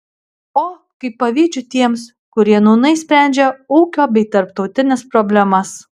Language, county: Lithuanian, Alytus